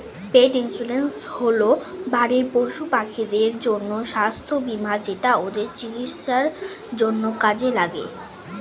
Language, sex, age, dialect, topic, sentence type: Bengali, female, 25-30, Standard Colloquial, banking, statement